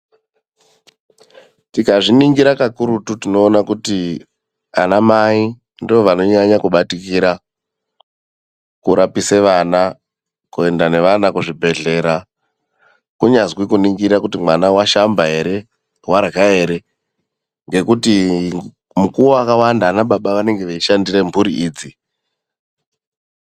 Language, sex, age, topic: Ndau, male, 25-35, health